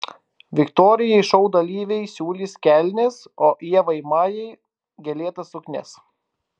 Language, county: Lithuanian, Klaipėda